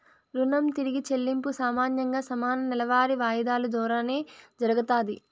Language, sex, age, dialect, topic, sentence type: Telugu, female, 25-30, Southern, banking, statement